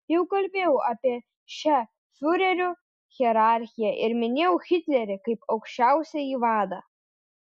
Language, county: Lithuanian, Šiauliai